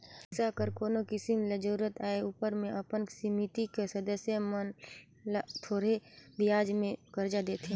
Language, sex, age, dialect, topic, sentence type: Chhattisgarhi, female, 25-30, Northern/Bhandar, banking, statement